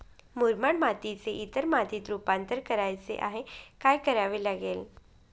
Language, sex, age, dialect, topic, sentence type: Marathi, female, 25-30, Northern Konkan, agriculture, question